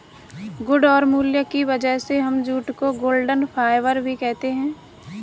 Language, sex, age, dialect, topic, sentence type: Hindi, male, 36-40, Kanauji Braj Bhasha, agriculture, statement